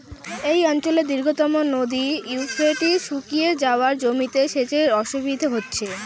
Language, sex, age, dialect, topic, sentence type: Bengali, female, 18-24, Rajbangshi, agriculture, question